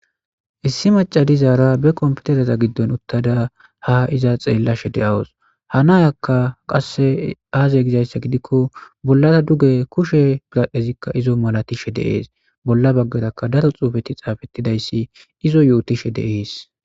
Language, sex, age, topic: Gamo, male, 18-24, government